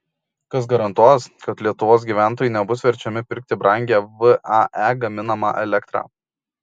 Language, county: Lithuanian, Kaunas